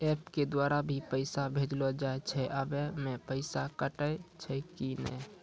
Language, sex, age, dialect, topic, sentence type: Maithili, male, 18-24, Angika, banking, question